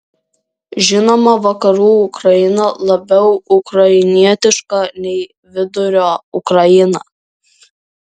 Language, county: Lithuanian, Vilnius